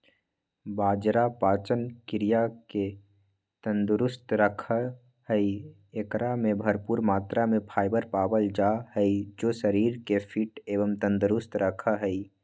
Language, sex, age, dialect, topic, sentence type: Magahi, male, 25-30, Western, agriculture, statement